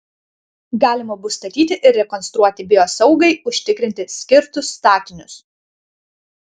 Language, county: Lithuanian, Kaunas